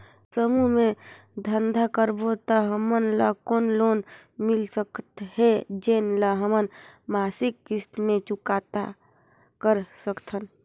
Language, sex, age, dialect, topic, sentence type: Chhattisgarhi, female, 25-30, Northern/Bhandar, banking, question